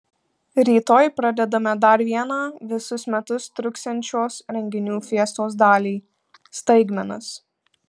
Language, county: Lithuanian, Marijampolė